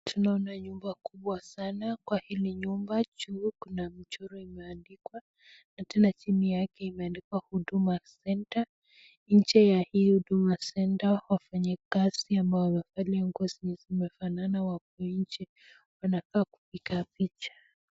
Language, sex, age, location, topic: Swahili, female, 18-24, Nakuru, government